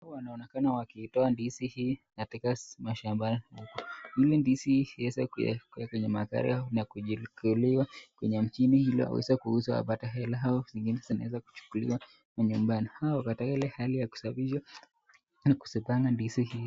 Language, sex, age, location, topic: Swahili, male, 18-24, Nakuru, agriculture